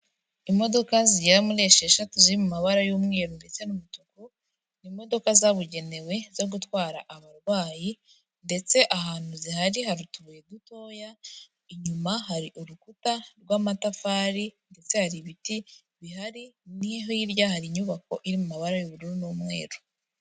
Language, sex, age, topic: Kinyarwanda, female, 25-35, government